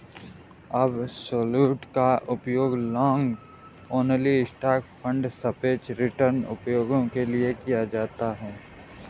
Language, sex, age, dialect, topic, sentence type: Hindi, male, 18-24, Kanauji Braj Bhasha, banking, statement